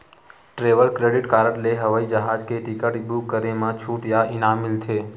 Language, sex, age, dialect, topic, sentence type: Chhattisgarhi, male, 18-24, Western/Budati/Khatahi, banking, statement